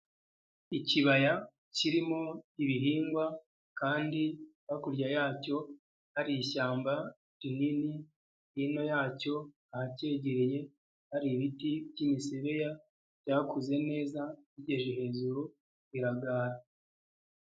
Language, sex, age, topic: Kinyarwanda, male, 25-35, agriculture